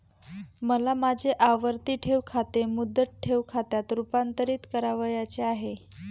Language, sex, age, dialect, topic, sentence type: Marathi, female, 25-30, Standard Marathi, banking, statement